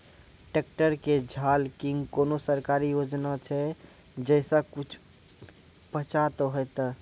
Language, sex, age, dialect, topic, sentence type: Maithili, male, 46-50, Angika, agriculture, question